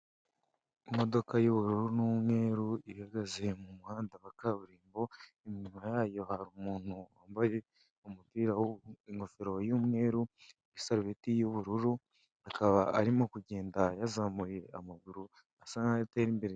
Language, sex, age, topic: Kinyarwanda, male, 18-24, government